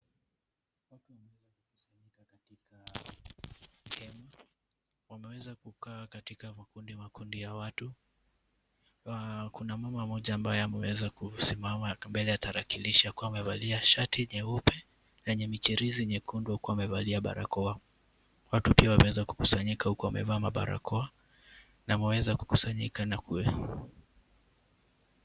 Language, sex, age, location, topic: Swahili, male, 18-24, Kisii, government